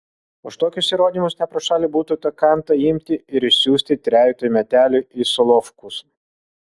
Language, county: Lithuanian, Kaunas